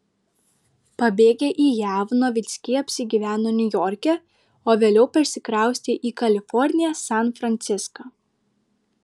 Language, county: Lithuanian, Panevėžys